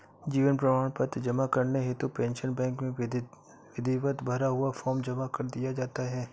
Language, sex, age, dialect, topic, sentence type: Hindi, male, 18-24, Awadhi Bundeli, banking, statement